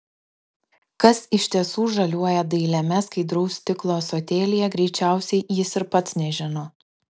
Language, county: Lithuanian, Klaipėda